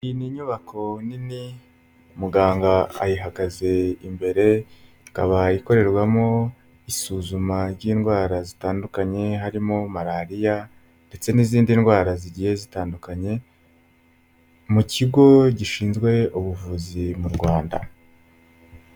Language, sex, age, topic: Kinyarwanda, male, 18-24, health